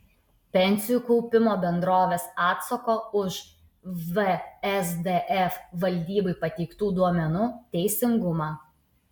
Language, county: Lithuanian, Utena